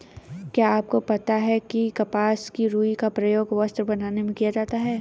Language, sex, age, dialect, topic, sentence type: Hindi, female, 31-35, Hindustani Malvi Khadi Boli, agriculture, statement